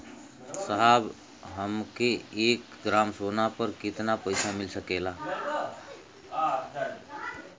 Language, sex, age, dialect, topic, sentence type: Bhojpuri, male, 41-45, Western, banking, question